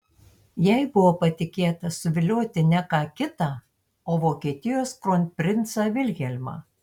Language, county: Lithuanian, Tauragė